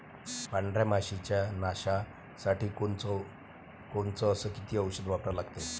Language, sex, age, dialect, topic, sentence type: Marathi, male, 36-40, Varhadi, agriculture, question